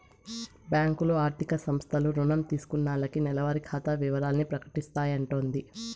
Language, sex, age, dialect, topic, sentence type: Telugu, female, 18-24, Southern, banking, statement